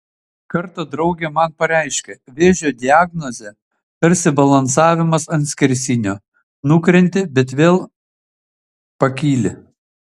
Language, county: Lithuanian, Utena